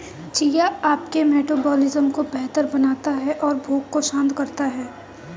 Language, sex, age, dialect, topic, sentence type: Hindi, female, 18-24, Kanauji Braj Bhasha, agriculture, statement